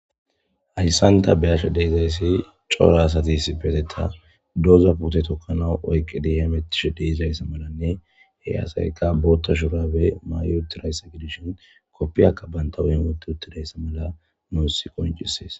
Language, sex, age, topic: Gamo, male, 18-24, government